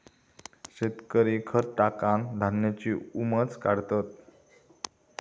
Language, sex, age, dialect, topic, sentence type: Marathi, male, 18-24, Southern Konkan, agriculture, statement